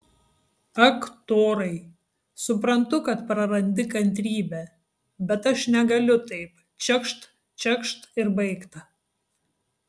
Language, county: Lithuanian, Tauragė